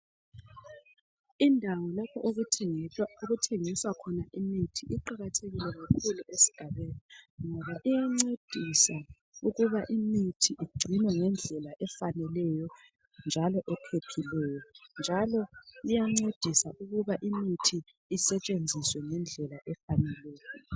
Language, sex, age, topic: North Ndebele, female, 25-35, health